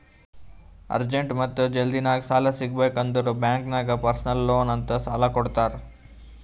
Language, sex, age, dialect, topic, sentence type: Kannada, male, 18-24, Northeastern, banking, statement